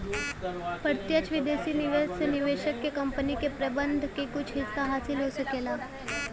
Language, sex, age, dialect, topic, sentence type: Bhojpuri, female, 18-24, Western, banking, statement